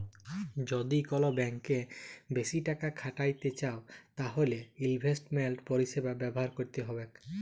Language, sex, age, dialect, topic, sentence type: Bengali, male, 31-35, Jharkhandi, banking, statement